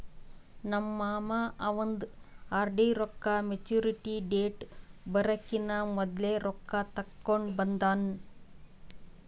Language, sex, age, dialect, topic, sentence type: Kannada, female, 18-24, Northeastern, banking, statement